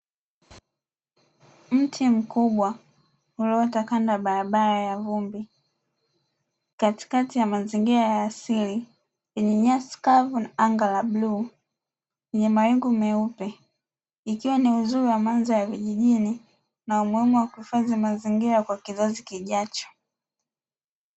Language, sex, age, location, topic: Swahili, female, 25-35, Dar es Salaam, agriculture